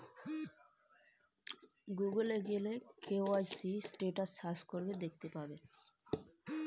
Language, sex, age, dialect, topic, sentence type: Bengali, female, 18-24, Rajbangshi, banking, question